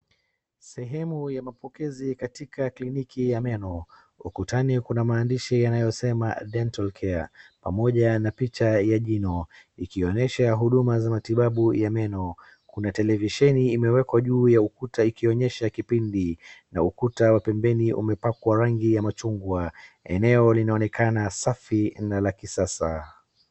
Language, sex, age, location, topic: Swahili, male, 36-49, Wajir, health